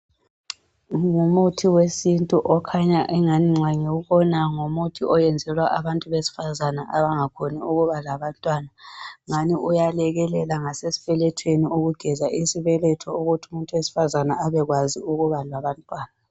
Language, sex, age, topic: North Ndebele, female, 18-24, health